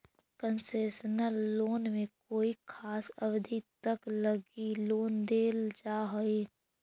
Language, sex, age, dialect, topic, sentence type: Magahi, female, 46-50, Central/Standard, banking, statement